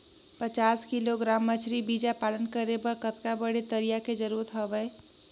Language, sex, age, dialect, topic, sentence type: Chhattisgarhi, female, 18-24, Northern/Bhandar, agriculture, question